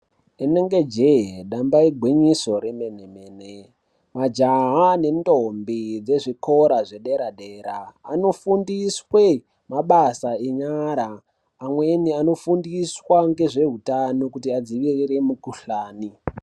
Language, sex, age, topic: Ndau, male, 18-24, education